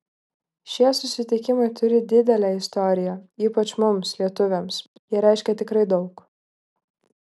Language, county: Lithuanian, Klaipėda